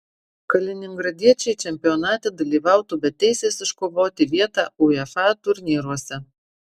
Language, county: Lithuanian, Marijampolė